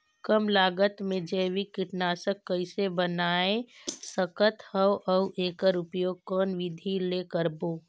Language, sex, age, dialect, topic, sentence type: Chhattisgarhi, female, 25-30, Northern/Bhandar, agriculture, question